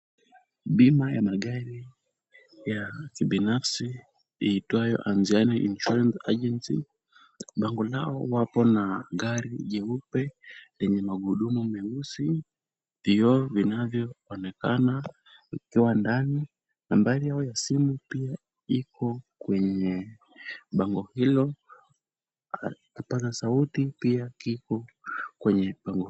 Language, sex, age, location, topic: Swahili, male, 18-24, Kisumu, finance